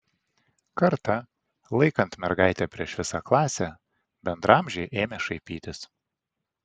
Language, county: Lithuanian, Vilnius